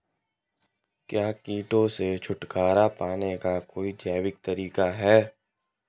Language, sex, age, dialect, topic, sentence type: Hindi, male, 25-30, Marwari Dhudhari, agriculture, question